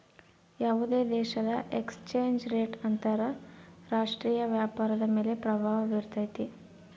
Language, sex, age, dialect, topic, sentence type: Kannada, female, 18-24, Central, banking, statement